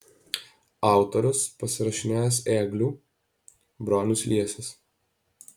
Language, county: Lithuanian, Alytus